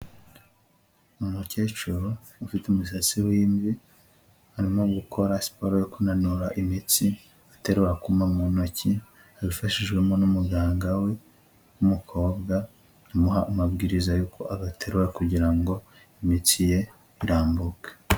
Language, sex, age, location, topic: Kinyarwanda, male, 25-35, Huye, health